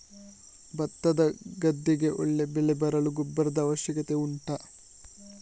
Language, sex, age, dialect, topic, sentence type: Kannada, male, 41-45, Coastal/Dakshin, agriculture, question